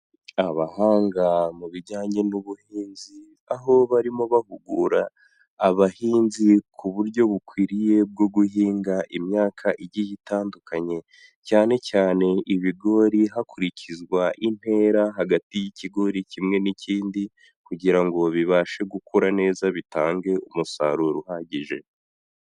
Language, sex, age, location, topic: Kinyarwanda, male, 18-24, Huye, agriculture